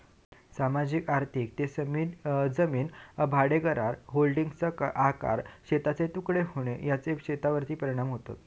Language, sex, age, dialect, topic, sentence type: Marathi, male, 18-24, Southern Konkan, agriculture, statement